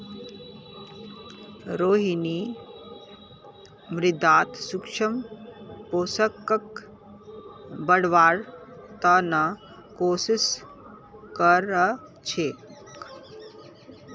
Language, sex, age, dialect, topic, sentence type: Magahi, female, 18-24, Northeastern/Surjapuri, agriculture, statement